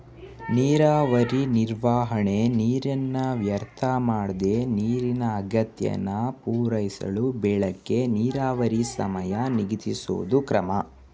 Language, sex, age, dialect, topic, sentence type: Kannada, male, 18-24, Mysore Kannada, agriculture, statement